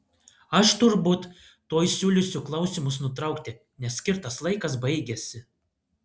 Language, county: Lithuanian, Klaipėda